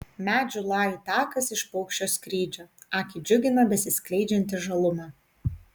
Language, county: Lithuanian, Kaunas